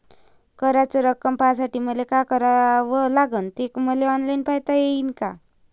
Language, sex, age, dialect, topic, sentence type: Marathi, female, 25-30, Varhadi, banking, question